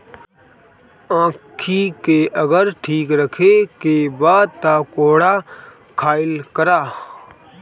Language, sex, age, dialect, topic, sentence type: Bhojpuri, male, 18-24, Northern, agriculture, statement